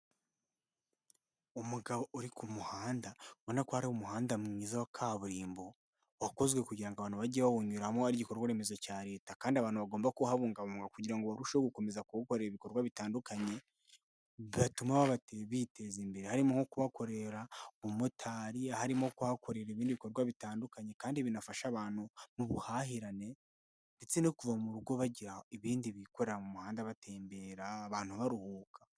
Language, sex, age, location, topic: Kinyarwanda, male, 18-24, Nyagatare, government